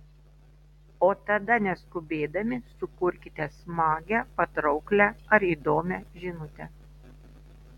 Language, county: Lithuanian, Telšiai